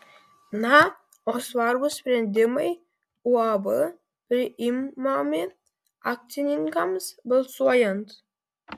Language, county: Lithuanian, Vilnius